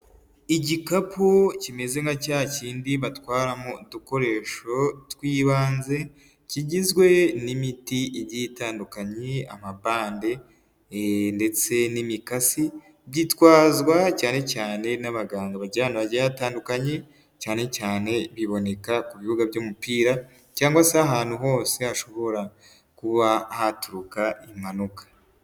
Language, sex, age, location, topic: Kinyarwanda, male, 18-24, Huye, health